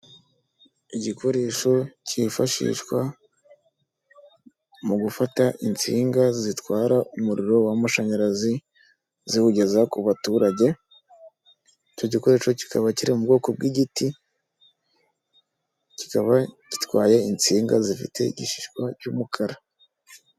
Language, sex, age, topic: Kinyarwanda, male, 25-35, government